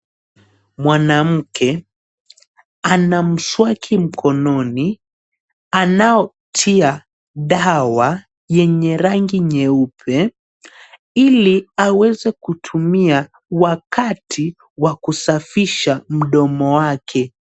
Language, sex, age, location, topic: Swahili, male, 18-24, Nairobi, health